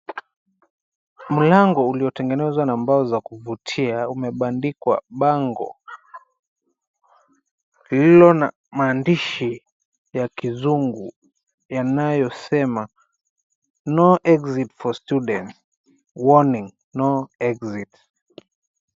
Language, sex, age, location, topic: Swahili, male, 25-35, Mombasa, education